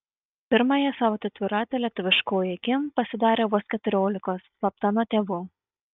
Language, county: Lithuanian, Šiauliai